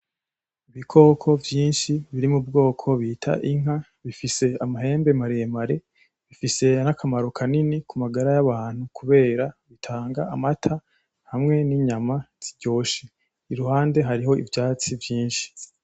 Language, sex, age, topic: Rundi, male, 18-24, agriculture